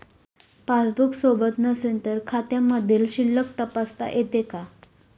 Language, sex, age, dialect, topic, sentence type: Marathi, female, 18-24, Standard Marathi, banking, question